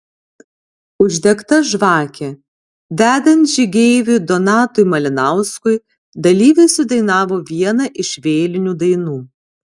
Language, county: Lithuanian, Alytus